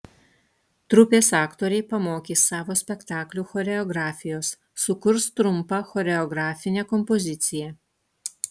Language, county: Lithuanian, Utena